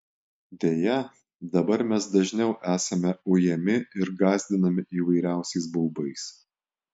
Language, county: Lithuanian, Alytus